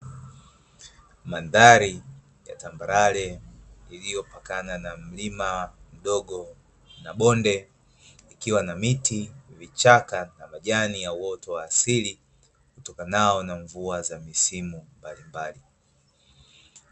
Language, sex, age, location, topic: Swahili, male, 25-35, Dar es Salaam, agriculture